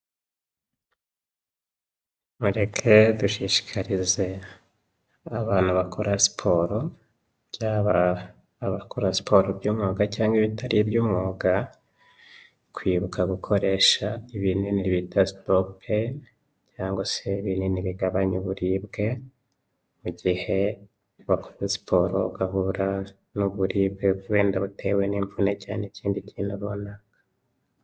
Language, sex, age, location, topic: Kinyarwanda, male, 25-35, Huye, health